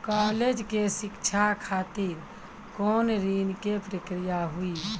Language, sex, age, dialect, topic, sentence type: Maithili, male, 60-100, Angika, banking, question